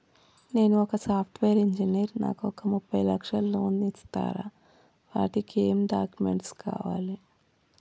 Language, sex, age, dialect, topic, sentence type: Telugu, female, 31-35, Telangana, banking, question